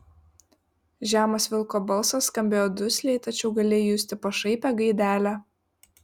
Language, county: Lithuanian, Vilnius